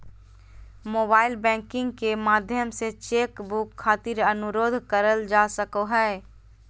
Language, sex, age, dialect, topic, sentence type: Magahi, female, 31-35, Southern, banking, statement